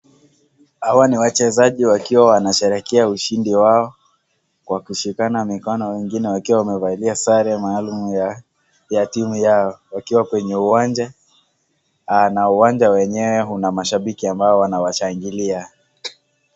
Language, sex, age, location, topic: Swahili, male, 18-24, Kisii, government